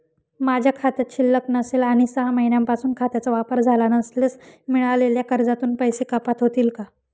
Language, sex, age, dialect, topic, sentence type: Marathi, female, 18-24, Northern Konkan, banking, question